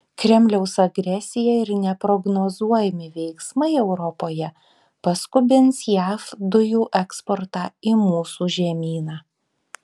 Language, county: Lithuanian, Vilnius